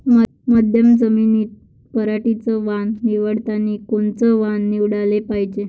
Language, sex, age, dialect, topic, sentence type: Marathi, female, 60-100, Varhadi, agriculture, question